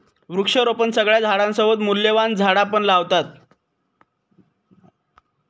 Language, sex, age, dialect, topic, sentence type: Marathi, female, 25-30, Southern Konkan, agriculture, statement